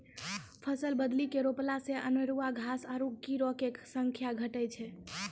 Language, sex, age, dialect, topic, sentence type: Maithili, female, 18-24, Angika, agriculture, statement